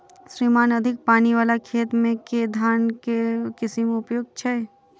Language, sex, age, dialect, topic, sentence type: Maithili, female, 46-50, Southern/Standard, agriculture, question